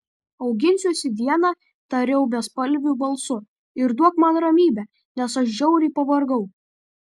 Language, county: Lithuanian, Kaunas